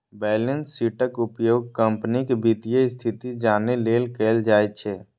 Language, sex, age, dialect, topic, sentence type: Maithili, male, 25-30, Eastern / Thethi, banking, statement